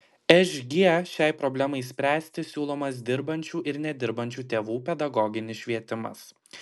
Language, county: Lithuanian, Klaipėda